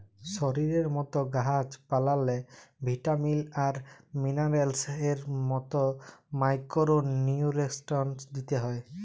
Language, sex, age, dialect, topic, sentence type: Bengali, male, 31-35, Jharkhandi, agriculture, statement